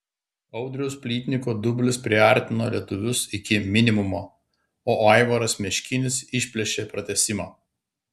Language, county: Lithuanian, Klaipėda